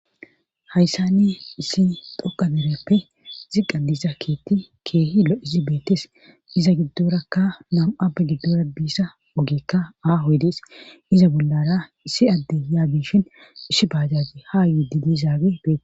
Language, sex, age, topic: Gamo, female, 25-35, government